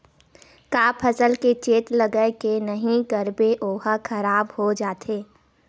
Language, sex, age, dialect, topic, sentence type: Chhattisgarhi, female, 18-24, Western/Budati/Khatahi, agriculture, question